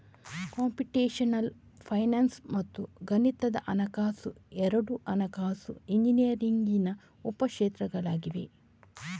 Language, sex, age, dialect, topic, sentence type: Kannada, female, 18-24, Coastal/Dakshin, banking, statement